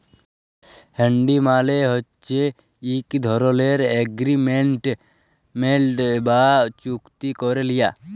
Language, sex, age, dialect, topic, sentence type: Bengali, male, 18-24, Jharkhandi, banking, statement